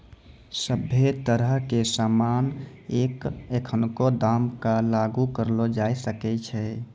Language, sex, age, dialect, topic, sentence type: Maithili, male, 25-30, Angika, banking, statement